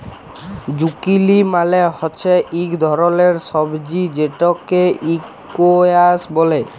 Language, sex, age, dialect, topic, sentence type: Bengali, male, 18-24, Jharkhandi, agriculture, statement